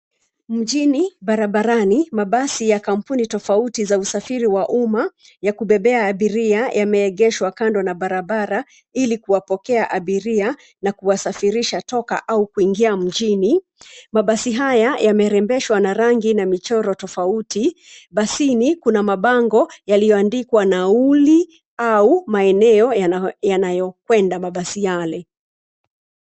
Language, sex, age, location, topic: Swahili, female, 36-49, Nairobi, government